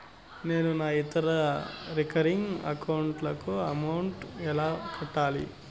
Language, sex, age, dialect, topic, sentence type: Telugu, male, 25-30, Southern, banking, question